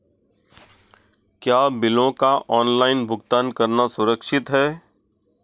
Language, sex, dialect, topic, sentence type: Hindi, male, Marwari Dhudhari, banking, question